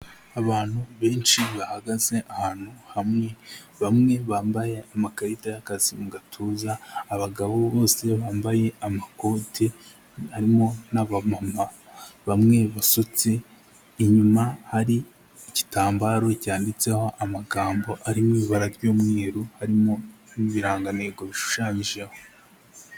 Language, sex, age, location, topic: Kinyarwanda, male, 25-35, Kigali, health